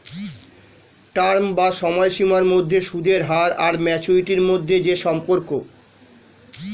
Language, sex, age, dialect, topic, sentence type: Bengali, male, 46-50, Standard Colloquial, banking, statement